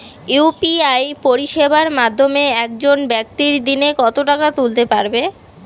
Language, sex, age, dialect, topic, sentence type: Bengali, female, 18-24, Rajbangshi, banking, question